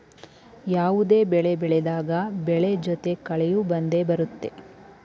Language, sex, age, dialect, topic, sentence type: Kannada, male, 18-24, Mysore Kannada, agriculture, statement